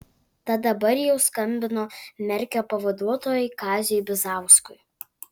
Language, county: Lithuanian, Alytus